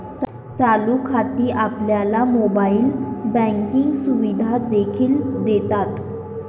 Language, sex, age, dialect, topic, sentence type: Marathi, female, 25-30, Varhadi, banking, statement